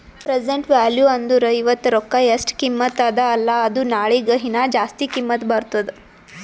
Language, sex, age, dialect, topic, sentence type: Kannada, female, 18-24, Northeastern, banking, statement